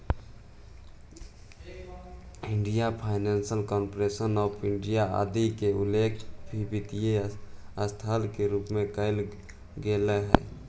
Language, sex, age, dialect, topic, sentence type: Magahi, male, 18-24, Central/Standard, banking, statement